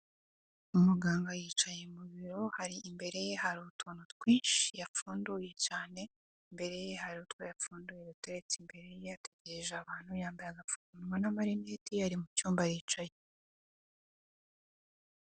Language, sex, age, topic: Kinyarwanda, female, 18-24, agriculture